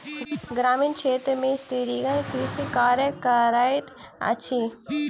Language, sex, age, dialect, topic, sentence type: Maithili, female, 18-24, Southern/Standard, agriculture, statement